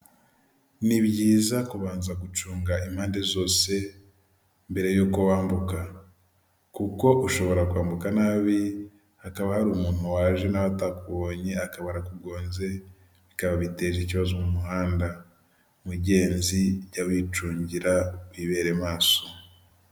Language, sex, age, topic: Kinyarwanda, male, 18-24, government